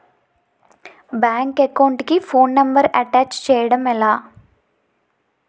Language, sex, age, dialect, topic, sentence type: Telugu, female, 18-24, Utterandhra, banking, question